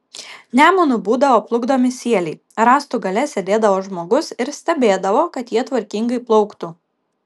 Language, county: Lithuanian, Kaunas